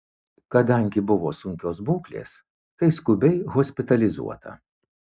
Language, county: Lithuanian, Vilnius